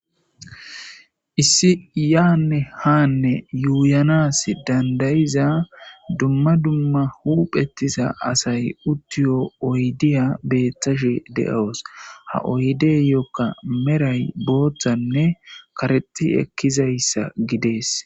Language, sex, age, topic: Gamo, male, 25-35, government